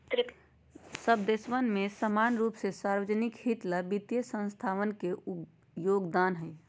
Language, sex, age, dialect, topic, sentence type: Magahi, female, 56-60, Western, banking, statement